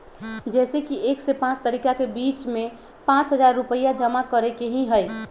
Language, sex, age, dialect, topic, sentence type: Magahi, female, 56-60, Western, banking, question